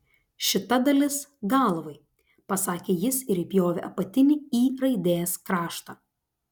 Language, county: Lithuanian, Klaipėda